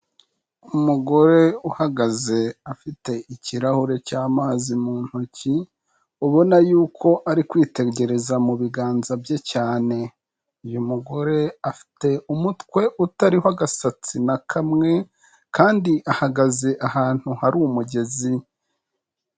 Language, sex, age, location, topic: Kinyarwanda, male, 25-35, Kigali, health